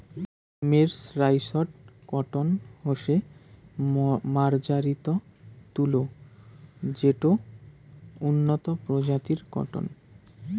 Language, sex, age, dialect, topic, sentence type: Bengali, male, 18-24, Rajbangshi, agriculture, statement